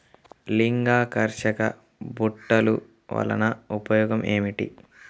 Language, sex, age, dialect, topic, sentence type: Telugu, male, 36-40, Central/Coastal, agriculture, question